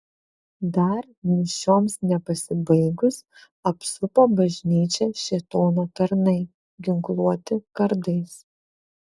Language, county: Lithuanian, Vilnius